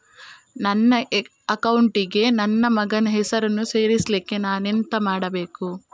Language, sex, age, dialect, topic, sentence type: Kannada, female, 18-24, Coastal/Dakshin, banking, question